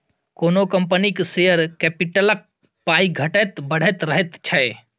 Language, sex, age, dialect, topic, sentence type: Maithili, female, 18-24, Bajjika, banking, statement